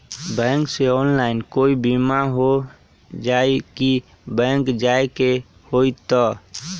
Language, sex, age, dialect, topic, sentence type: Magahi, male, 18-24, Western, banking, question